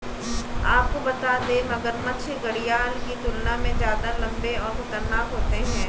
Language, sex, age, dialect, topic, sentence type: Hindi, female, 18-24, Marwari Dhudhari, agriculture, statement